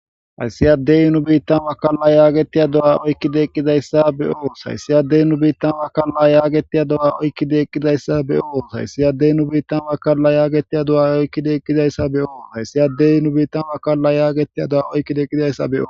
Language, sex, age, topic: Gamo, male, 18-24, government